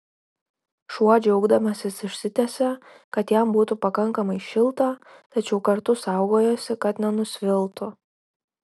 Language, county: Lithuanian, Klaipėda